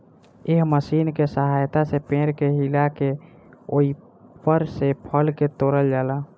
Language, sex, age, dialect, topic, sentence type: Bhojpuri, female, <18, Southern / Standard, agriculture, statement